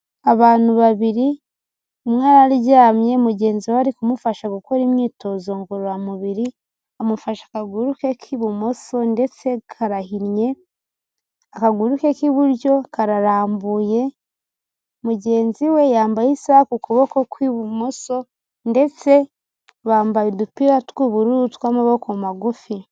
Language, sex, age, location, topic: Kinyarwanda, female, 18-24, Huye, health